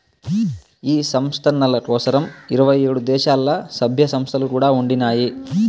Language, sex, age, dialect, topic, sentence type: Telugu, male, 18-24, Southern, banking, statement